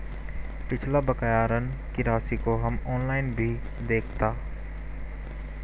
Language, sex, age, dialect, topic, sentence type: Hindi, male, 18-24, Hindustani Malvi Khadi Boli, banking, statement